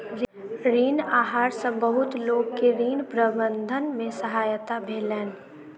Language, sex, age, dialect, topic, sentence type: Maithili, female, 18-24, Southern/Standard, banking, statement